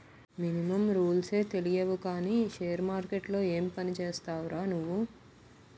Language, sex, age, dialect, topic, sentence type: Telugu, female, 18-24, Utterandhra, banking, statement